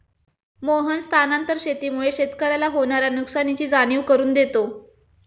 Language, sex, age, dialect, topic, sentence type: Marathi, female, 25-30, Standard Marathi, agriculture, statement